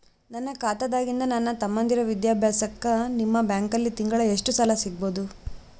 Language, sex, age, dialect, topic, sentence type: Kannada, female, 25-30, Northeastern, banking, question